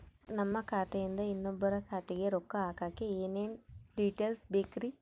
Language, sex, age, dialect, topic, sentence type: Kannada, female, 18-24, Central, banking, question